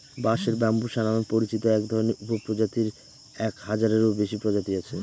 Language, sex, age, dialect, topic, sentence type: Bengali, male, 18-24, Northern/Varendri, agriculture, statement